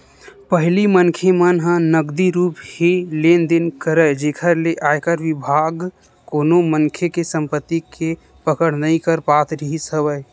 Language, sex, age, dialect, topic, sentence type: Chhattisgarhi, male, 18-24, Western/Budati/Khatahi, banking, statement